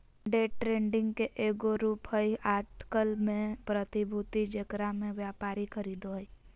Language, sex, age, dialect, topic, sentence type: Magahi, female, 25-30, Southern, banking, statement